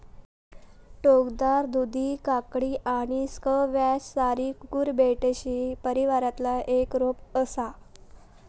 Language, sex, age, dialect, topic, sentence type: Marathi, female, 18-24, Southern Konkan, agriculture, statement